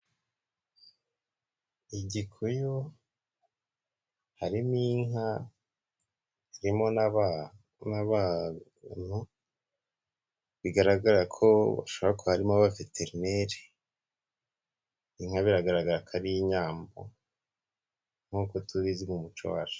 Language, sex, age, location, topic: Kinyarwanda, male, 18-24, Nyagatare, agriculture